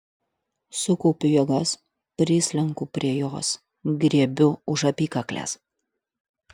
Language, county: Lithuanian, Utena